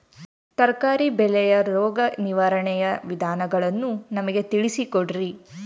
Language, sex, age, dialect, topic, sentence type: Kannada, female, 18-24, Central, agriculture, question